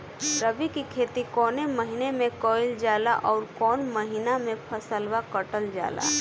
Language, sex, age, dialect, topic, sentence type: Bhojpuri, female, 25-30, Northern, agriculture, question